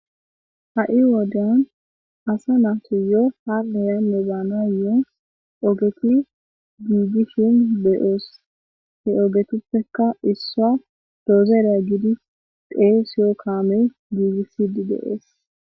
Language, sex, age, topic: Gamo, female, 25-35, government